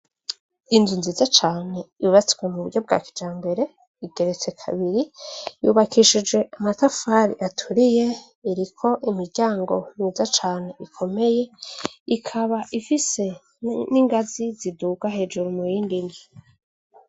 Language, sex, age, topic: Rundi, female, 25-35, education